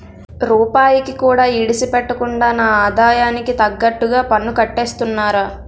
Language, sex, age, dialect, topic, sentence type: Telugu, female, 18-24, Utterandhra, banking, statement